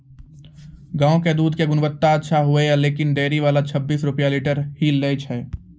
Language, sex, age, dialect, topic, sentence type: Maithili, male, 18-24, Angika, agriculture, question